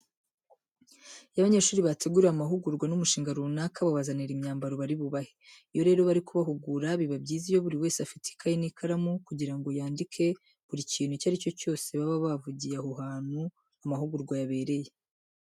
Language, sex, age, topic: Kinyarwanda, female, 25-35, education